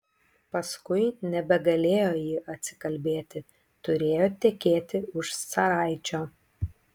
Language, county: Lithuanian, Kaunas